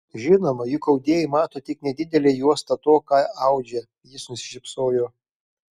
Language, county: Lithuanian, Kaunas